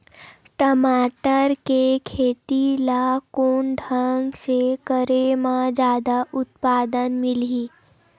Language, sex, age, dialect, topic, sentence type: Chhattisgarhi, female, 18-24, Western/Budati/Khatahi, agriculture, question